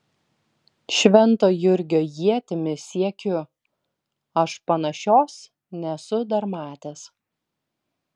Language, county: Lithuanian, Vilnius